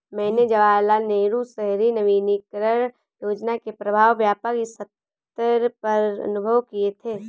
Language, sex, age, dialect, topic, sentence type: Hindi, male, 25-30, Awadhi Bundeli, banking, statement